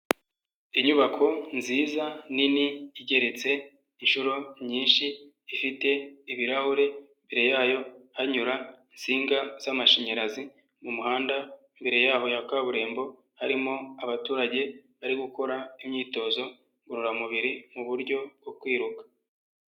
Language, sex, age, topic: Kinyarwanda, male, 25-35, government